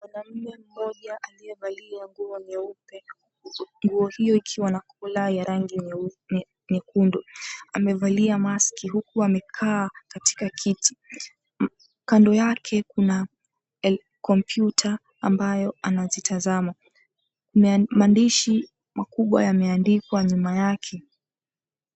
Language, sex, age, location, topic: Swahili, female, 18-24, Mombasa, government